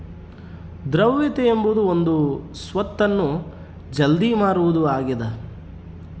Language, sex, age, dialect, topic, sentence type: Kannada, male, 31-35, Central, banking, statement